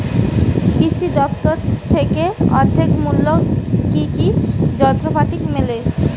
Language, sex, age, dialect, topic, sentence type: Bengali, female, 18-24, Rajbangshi, agriculture, question